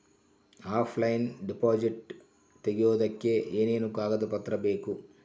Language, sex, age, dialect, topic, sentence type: Kannada, male, 51-55, Central, banking, question